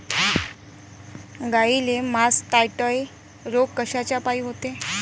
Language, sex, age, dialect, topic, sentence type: Marathi, female, 25-30, Varhadi, agriculture, question